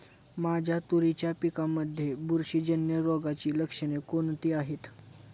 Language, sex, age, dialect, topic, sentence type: Marathi, male, 18-24, Standard Marathi, agriculture, question